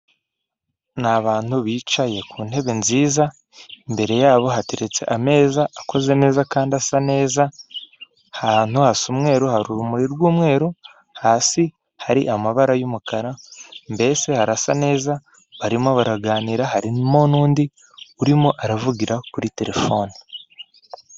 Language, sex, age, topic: Kinyarwanda, male, 18-24, finance